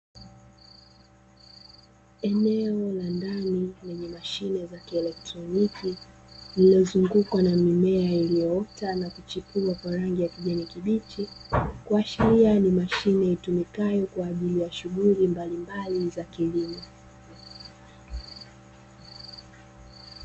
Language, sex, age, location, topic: Swahili, female, 25-35, Dar es Salaam, agriculture